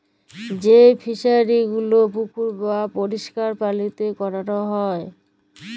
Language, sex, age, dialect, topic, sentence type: Bengali, female, <18, Jharkhandi, agriculture, statement